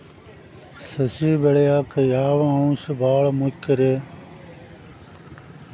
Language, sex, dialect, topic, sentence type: Kannada, male, Dharwad Kannada, agriculture, question